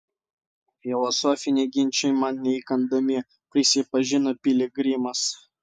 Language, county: Lithuanian, Vilnius